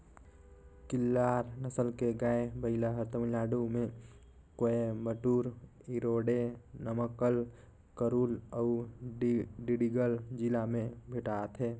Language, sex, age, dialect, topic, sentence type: Chhattisgarhi, male, 25-30, Northern/Bhandar, agriculture, statement